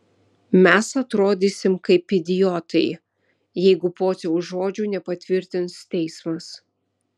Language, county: Lithuanian, Vilnius